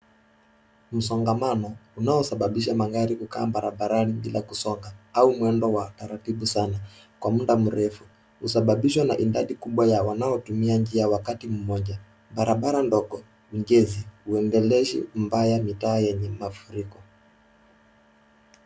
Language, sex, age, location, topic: Swahili, male, 18-24, Nairobi, government